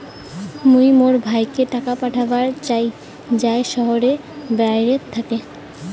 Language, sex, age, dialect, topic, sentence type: Bengali, female, 18-24, Rajbangshi, banking, statement